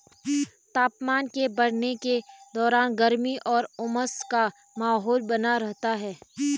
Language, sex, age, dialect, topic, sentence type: Hindi, female, 25-30, Garhwali, agriculture, statement